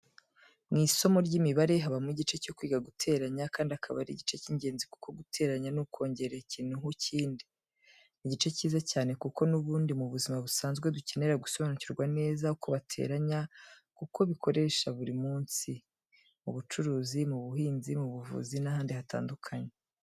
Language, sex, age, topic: Kinyarwanda, female, 25-35, education